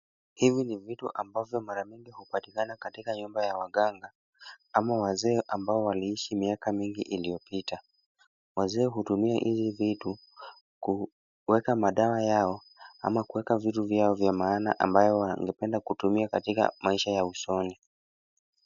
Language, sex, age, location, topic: Swahili, male, 18-24, Kisumu, health